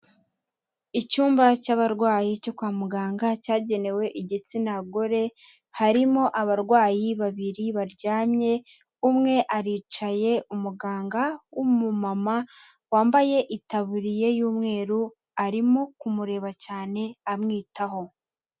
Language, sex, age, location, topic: Kinyarwanda, female, 18-24, Kigali, health